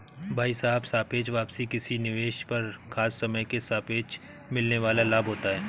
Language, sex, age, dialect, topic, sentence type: Hindi, male, 18-24, Awadhi Bundeli, banking, statement